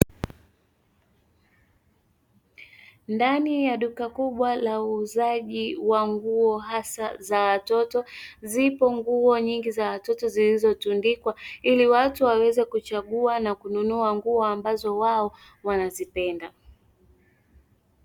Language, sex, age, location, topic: Swahili, female, 25-35, Dar es Salaam, finance